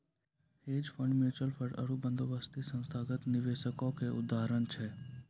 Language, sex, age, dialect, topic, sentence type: Maithili, male, 18-24, Angika, banking, statement